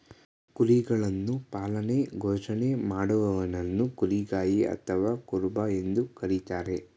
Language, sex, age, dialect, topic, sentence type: Kannada, male, 18-24, Mysore Kannada, agriculture, statement